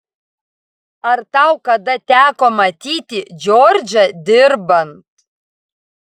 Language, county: Lithuanian, Vilnius